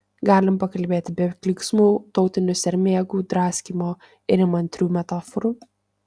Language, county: Lithuanian, Tauragė